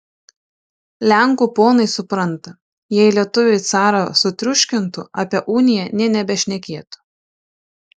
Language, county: Lithuanian, Šiauliai